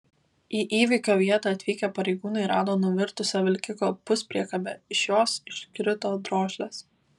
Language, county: Lithuanian, Vilnius